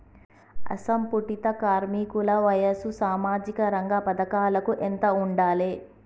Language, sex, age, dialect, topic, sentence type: Telugu, female, 36-40, Telangana, banking, question